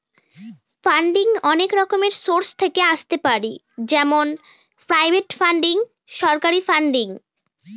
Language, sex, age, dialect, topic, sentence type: Bengali, female, <18, Northern/Varendri, banking, statement